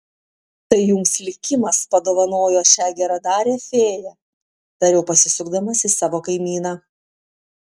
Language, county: Lithuanian, Panevėžys